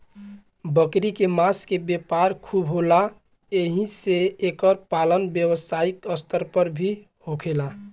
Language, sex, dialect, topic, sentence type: Bhojpuri, male, Southern / Standard, agriculture, statement